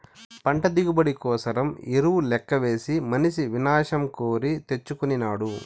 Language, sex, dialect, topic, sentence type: Telugu, male, Southern, agriculture, statement